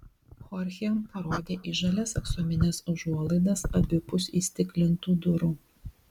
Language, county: Lithuanian, Vilnius